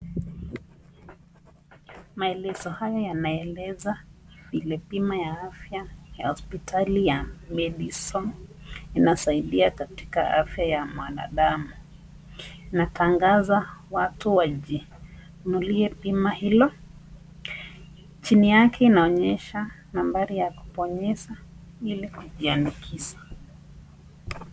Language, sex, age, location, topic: Swahili, female, 25-35, Nakuru, finance